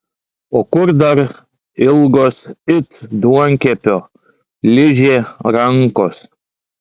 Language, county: Lithuanian, Klaipėda